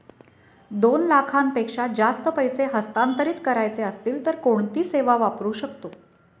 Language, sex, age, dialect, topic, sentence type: Marathi, female, 36-40, Standard Marathi, banking, question